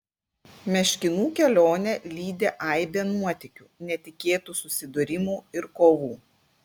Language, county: Lithuanian, Klaipėda